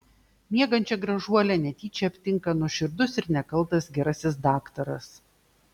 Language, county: Lithuanian, Šiauliai